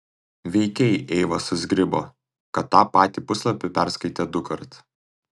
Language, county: Lithuanian, Tauragė